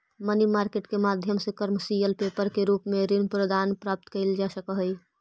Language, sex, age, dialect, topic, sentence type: Magahi, female, 25-30, Central/Standard, agriculture, statement